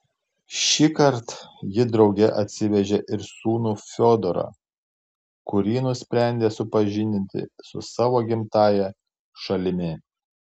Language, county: Lithuanian, Tauragė